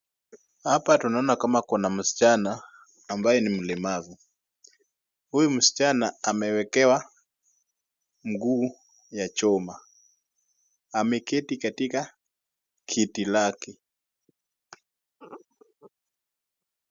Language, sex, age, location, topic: Swahili, male, 18-24, Wajir, education